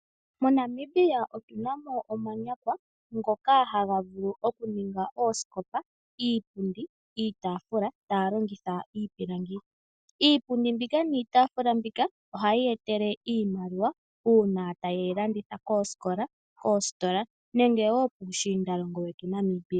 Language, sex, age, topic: Oshiwambo, male, 25-35, finance